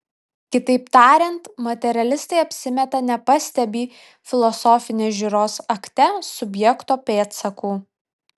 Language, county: Lithuanian, Vilnius